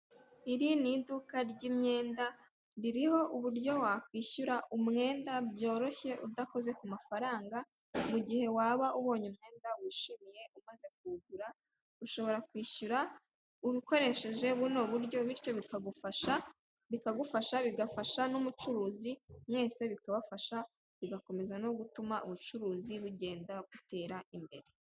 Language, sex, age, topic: Kinyarwanda, female, 18-24, finance